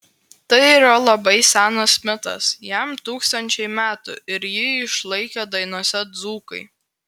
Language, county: Lithuanian, Klaipėda